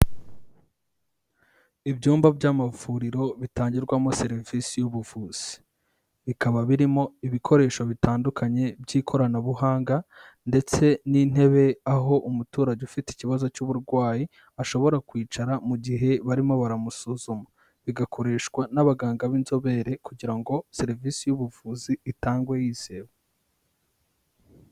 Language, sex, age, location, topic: Kinyarwanda, male, 18-24, Kigali, health